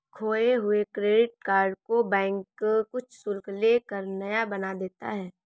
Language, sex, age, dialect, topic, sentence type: Hindi, female, 18-24, Marwari Dhudhari, banking, statement